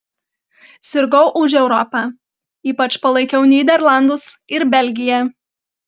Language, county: Lithuanian, Panevėžys